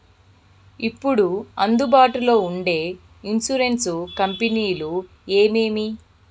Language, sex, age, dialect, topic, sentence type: Telugu, female, 18-24, Southern, banking, question